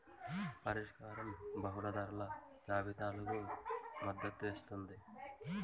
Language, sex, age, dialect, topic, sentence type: Telugu, male, 18-24, Utterandhra, agriculture, question